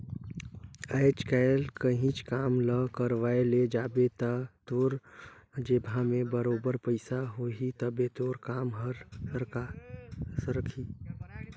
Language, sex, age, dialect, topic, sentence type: Chhattisgarhi, male, 18-24, Northern/Bhandar, banking, statement